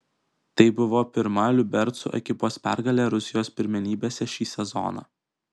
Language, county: Lithuanian, Kaunas